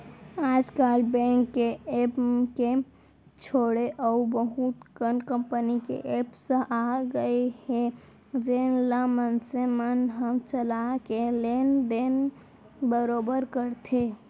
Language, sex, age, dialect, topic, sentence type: Chhattisgarhi, female, 18-24, Central, banking, statement